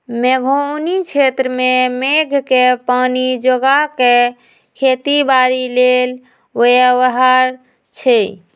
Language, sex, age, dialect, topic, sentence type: Magahi, female, 25-30, Western, agriculture, statement